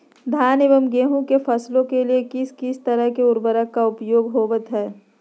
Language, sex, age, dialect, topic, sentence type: Magahi, female, 36-40, Southern, agriculture, question